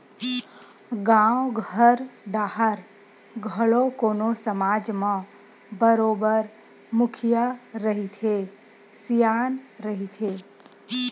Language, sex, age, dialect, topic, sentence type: Chhattisgarhi, female, 25-30, Western/Budati/Khatahi, banking, statement